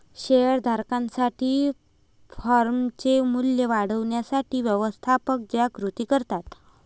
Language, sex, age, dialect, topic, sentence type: Marathi, female, 25-30, Varhadi, banking, statement